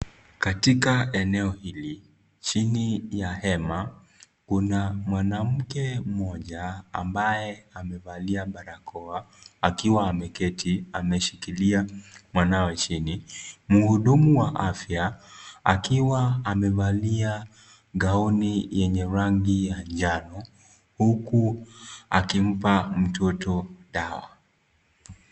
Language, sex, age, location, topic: Swahili, male, 18-24, Kisii, health